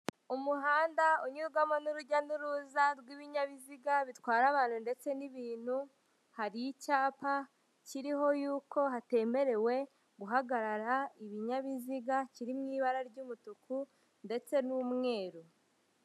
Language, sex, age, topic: Kinyarwanda, female, 50+, government